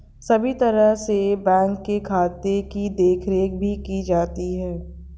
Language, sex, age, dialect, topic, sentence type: Hindi, female, 51-55, Hindustani Malvi Khadi Boli, banking, statement